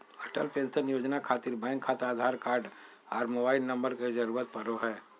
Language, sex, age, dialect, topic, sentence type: Magahi, male, 60-100, Southern, banking, statement